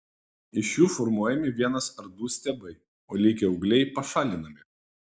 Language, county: Lithuanian, Vilnius